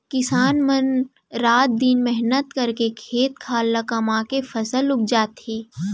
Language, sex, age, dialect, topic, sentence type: Chhattisgarhi, female, 18-24, Central, agriculture, statement